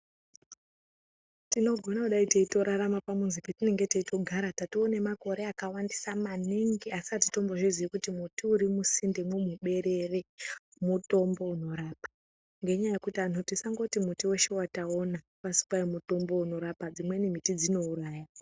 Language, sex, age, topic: Ndau, female, 36-49, health